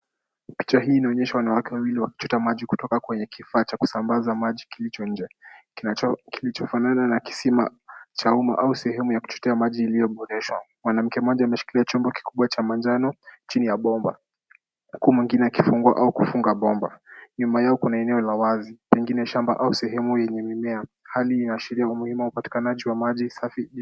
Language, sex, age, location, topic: Swahili, male, 18-24, Kisumu, health